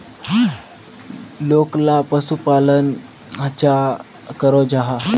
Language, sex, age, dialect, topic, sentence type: Magahi, male, 41-45, Northeastern/Surjapuri, agriculture, question